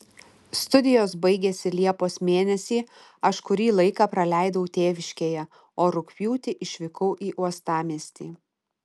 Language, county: Lithuanian, Utena